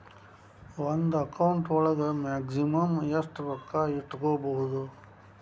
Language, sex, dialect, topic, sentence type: Kannada, male, Dharwad Kannada, banking, question